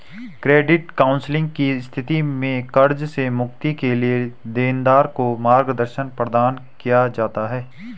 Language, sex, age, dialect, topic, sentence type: Hindi, male, 18-24, Garhwali, banking, statement